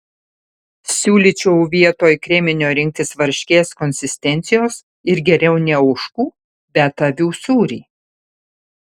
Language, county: Lithuanian, Panevėžys